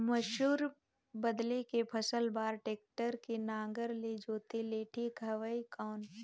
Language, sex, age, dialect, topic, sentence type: Chhattisgarhi, female, 51-55, Northern/Bhandar, agriculture, question